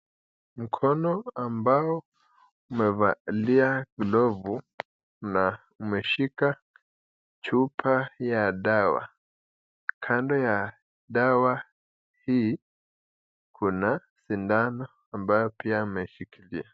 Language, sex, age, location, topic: Swahili, male, 25-35, Nakuru, health